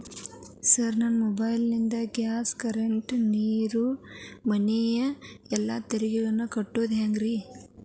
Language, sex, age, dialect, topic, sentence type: Kannada, female, 18-24, Dharwad Kannada, banking, question